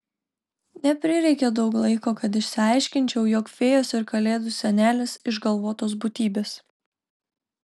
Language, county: Lithuanian, Telšiai